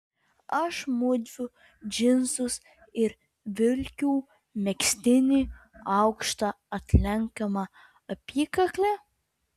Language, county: Lithuanian, Vilnius